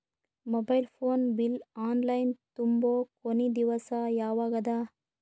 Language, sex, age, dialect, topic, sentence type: Kannada, female, 31-35, Northeastern, banking, question